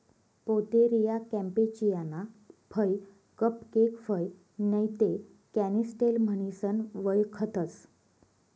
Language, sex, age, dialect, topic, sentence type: Marathi, female, 25-30, Northern Konkan, agriculture, statement